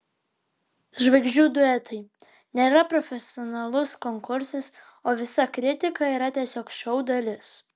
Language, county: Lithuanian, Vilnius